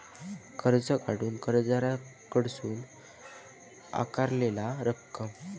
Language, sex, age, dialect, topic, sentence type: Marathi, male, 31-35, Southern Konkan, banking, statement